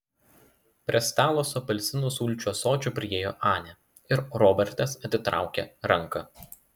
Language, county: Lithuanian, Klaipėda